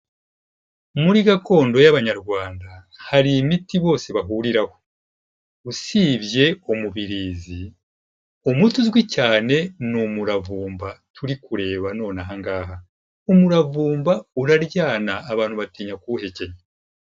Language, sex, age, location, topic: Kinyarwanda, male, 50+, Kigali, health